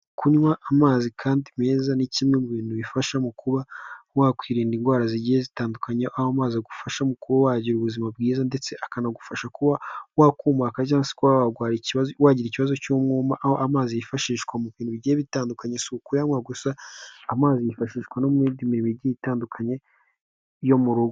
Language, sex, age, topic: Kinyarwanda, male, 18-24, health